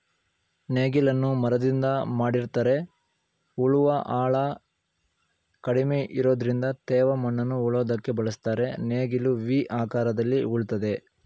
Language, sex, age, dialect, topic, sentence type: Kannada, male, 18-24, Mysore Kannada, agriculture, statement